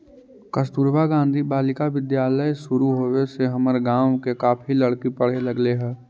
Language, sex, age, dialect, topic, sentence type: Magahi, male, 18-24, Central/Standard, agriculture, statement